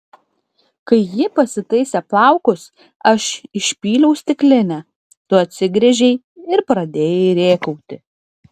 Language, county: Lithuanian, Klaipėda